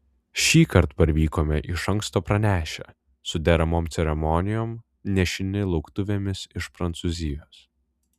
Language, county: Lithuanian, Vilnius